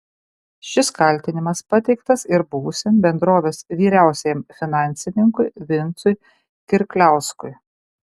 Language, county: Lithuanian, Kaunas